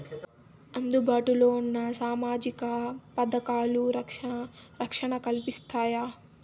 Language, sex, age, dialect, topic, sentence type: Telugu, female, 18-24, Southern, banking, question